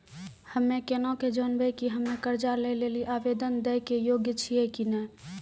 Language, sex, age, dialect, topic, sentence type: Maithili, female, 18-24, Angika, banking, statement